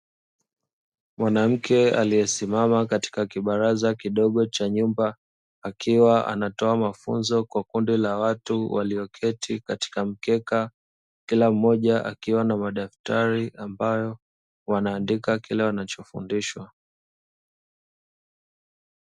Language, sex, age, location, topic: Swahili, male, 25-35, Dar es Salaam, education